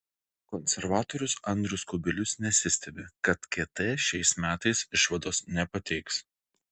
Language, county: Lithuanian, Alytus